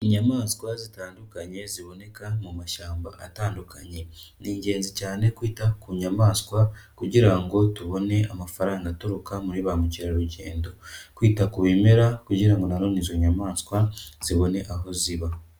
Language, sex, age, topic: Kinyarwanda, male, 25-35, agriculture